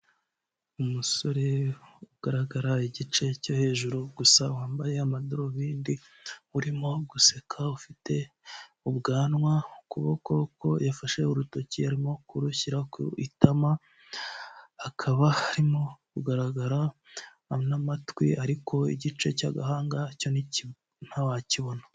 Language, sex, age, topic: Kinyarwanda, male, 25-35, health